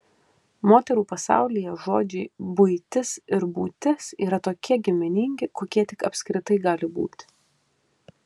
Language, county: Lithuanian, Kaunas